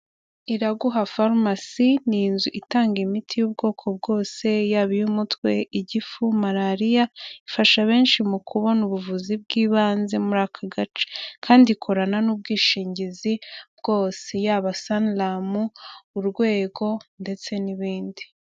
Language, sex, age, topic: Kinyarwanda, female, 18-24, health